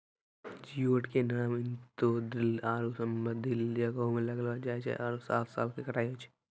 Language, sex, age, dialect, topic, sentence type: Maithili, male, 18-24, Angika, agriculture, statement